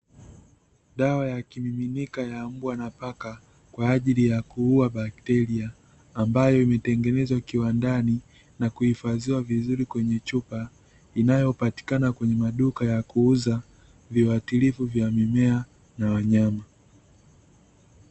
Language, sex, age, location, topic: Swahili, male, 25-35, Dar es Salaam, agriculture